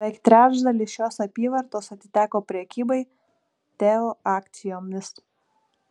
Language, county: Lithuanian, Kaunas